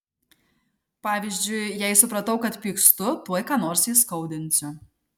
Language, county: Lithuanian, Marijampolė